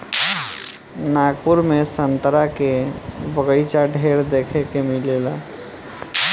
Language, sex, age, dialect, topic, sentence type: Bhojpuri, male, 18-24, Southern / Standard, agriculture, statement